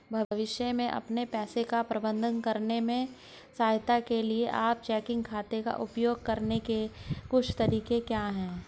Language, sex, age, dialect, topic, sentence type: Hindi, male, 36-40, Hindustani Malvi Khadi Boli, banking, question